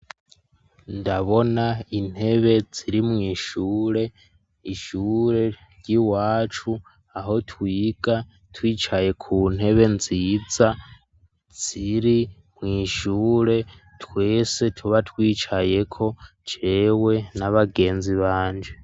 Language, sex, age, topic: Rundi, male, 18-24, education